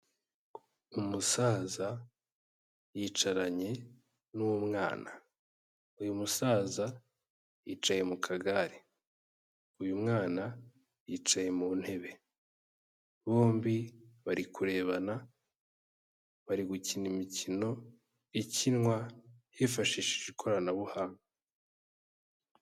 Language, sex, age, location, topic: Kinyarwanda, male, 18-24, Kigali, health